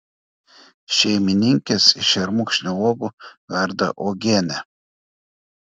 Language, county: Lithuanian, Klaipėda